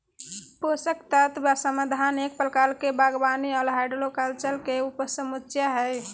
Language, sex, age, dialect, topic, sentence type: Magahi, female, 41-45, Southern, agriculture, statement